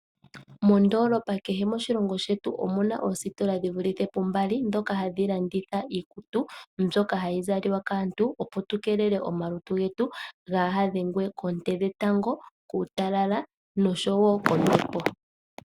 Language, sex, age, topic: Oshiwambo, female, 18-24, finance